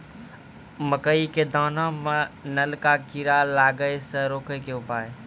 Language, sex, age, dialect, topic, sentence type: Maithili, male, 18-24, Angika, agriculture, question